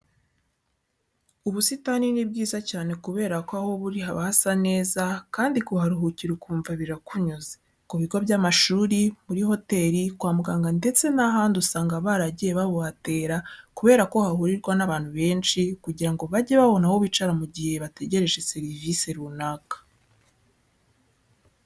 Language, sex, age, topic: Kinyarwanda, female, 18-24, education